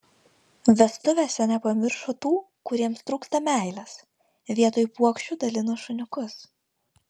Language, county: Lithuanian, Vilnius